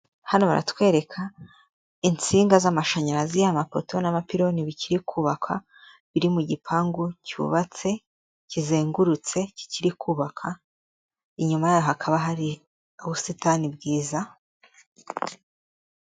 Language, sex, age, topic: Kinyarwanda, female, 18-24, government